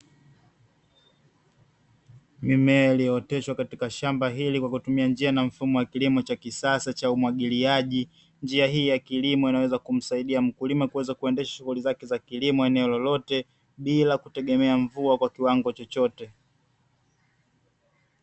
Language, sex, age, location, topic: Swahili, male, 25-35, Dar es Salaam, agriculture